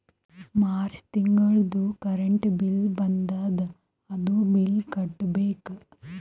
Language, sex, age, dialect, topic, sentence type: Kannada, female, 18-24, Northeastern, banking, statement